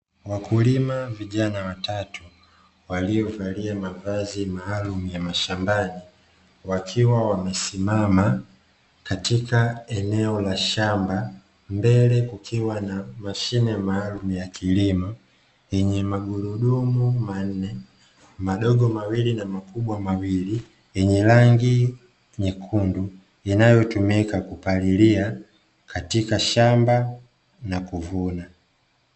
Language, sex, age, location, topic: Swahili, male, 25-35, Dar es Salaam, agriculture